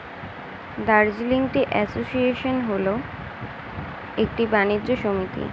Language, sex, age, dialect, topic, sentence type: Bengali, female, 18-24, Standard Colloquial, agriculture, statement